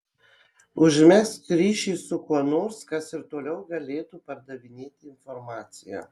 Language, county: Lithuanian, Kaunas